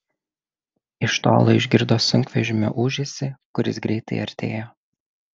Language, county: Lithuanian, Šiauliai